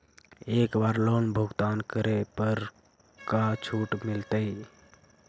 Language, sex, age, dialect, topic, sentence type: Magahi, male, 51-55, Central/Standard, banking, question